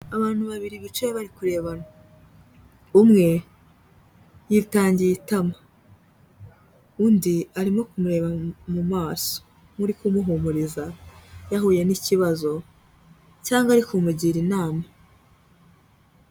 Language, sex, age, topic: Kinyarwanda, female, 18-24, health